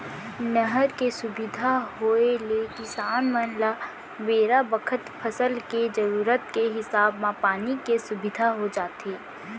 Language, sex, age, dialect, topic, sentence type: Chhattisgarhi, female, 18-24, Central, agriculture, statement